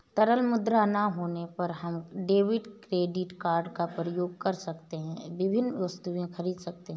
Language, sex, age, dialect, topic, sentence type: Hindi, female, 31-35, Awadhi Bundeli, banking, statement